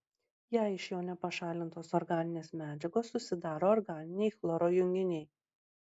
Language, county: Lithuanian, Marijampolė